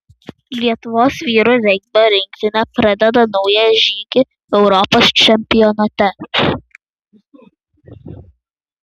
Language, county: Lithuanian, Klaipėda